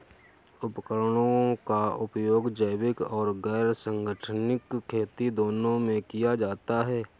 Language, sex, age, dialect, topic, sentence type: Hindi, male, 18-24, Awadhi Bundeli, agriculture, statement